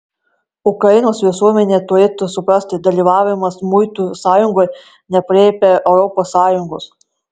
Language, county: Lithuanian, Marijampolė